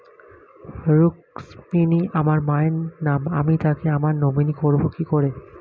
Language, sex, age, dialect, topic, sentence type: Bengali, male, 25-30, Standard Colloquial, banking, question